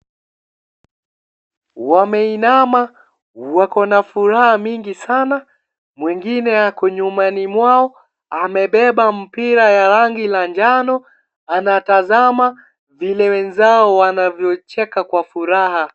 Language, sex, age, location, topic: Swahili, male, 18-24, Kisii, government